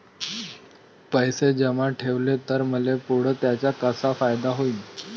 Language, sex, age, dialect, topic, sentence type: Marathi, male, 18-24, Varhadi, banking, question